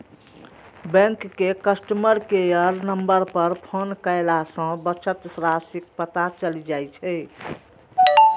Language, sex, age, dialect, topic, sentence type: Maithili, female, 36-40, Eastern / Thethi, banking, statement